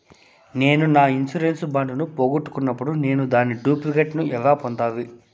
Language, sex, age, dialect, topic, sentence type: Telugu, male, 31-35, Southern, banking, question